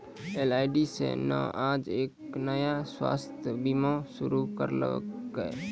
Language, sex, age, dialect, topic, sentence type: Maithili, male, 18-24, Angika, banking, statement